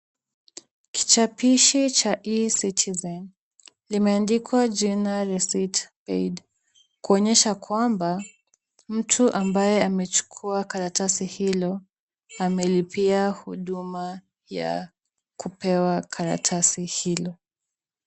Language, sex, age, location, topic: Swahili, female, 18-24, Kisumu, finance